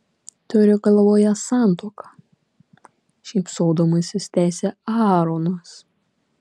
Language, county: Lithuanian, Panevėžys